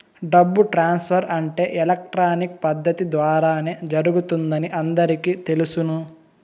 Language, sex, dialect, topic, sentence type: Telugu, male, Southern, banking, statement